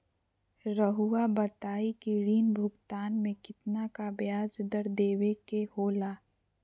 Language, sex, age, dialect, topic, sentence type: Magahi, female, 41-45, Southern, banking, question